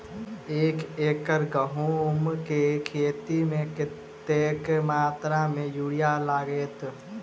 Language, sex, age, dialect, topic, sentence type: Maithili, male, 18-24, Southern/Standard, agriculture, question